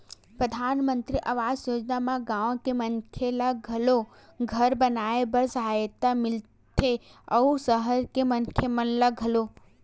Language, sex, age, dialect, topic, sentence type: Chhattisgarhi, female, 18-24, Western/Budati/Khatahi, banking, statement